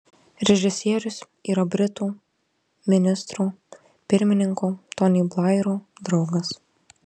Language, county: Lithuanian, Marijampolė